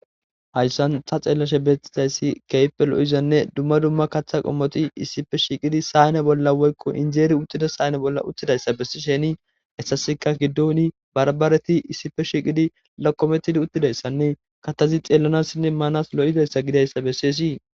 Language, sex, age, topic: Gamo, male, 18-24, government